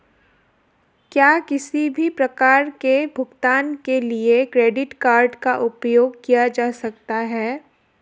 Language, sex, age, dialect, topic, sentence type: Hindi, female, 18-24, Marwari Dhudhari, banking, question